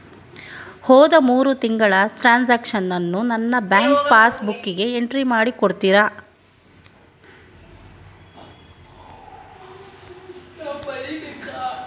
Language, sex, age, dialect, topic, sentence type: Kannada, male, 18-24, Coastal/Dakshin, banking, question